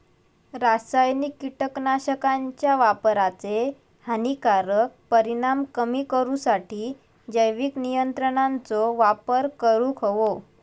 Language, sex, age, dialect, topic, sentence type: Marathi, male, 18-24, Southern Konkan, agriculture, statement